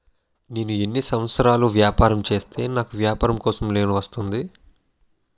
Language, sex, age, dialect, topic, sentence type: Telugu, male, 18-24, Utterandhra, banking, question